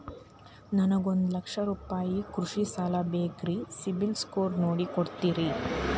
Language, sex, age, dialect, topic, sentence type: Kannada, female, 31-35, Dharwad Kannada, banking, question